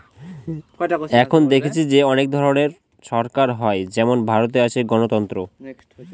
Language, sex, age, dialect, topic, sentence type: Bengali, male, 25-30, Northern/Varendri, banking, statement